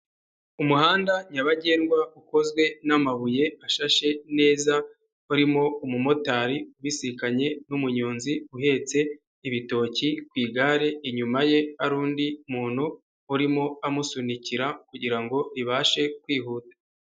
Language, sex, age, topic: Kinyarwanda, male, 25-35, government